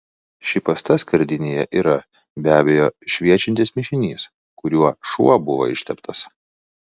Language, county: Lithuanian, Vilnius